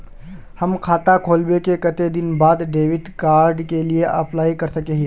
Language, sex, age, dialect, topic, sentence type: Magahi, male, 18-24, Northeastern/Surjapuri, banking, question